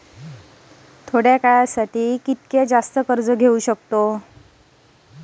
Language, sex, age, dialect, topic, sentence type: Marathi, female, 25-30, Standard Marathi, banking, question